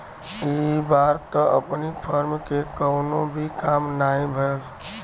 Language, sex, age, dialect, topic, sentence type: Bhojpuri, male, 36-40, Western, agriculture, statement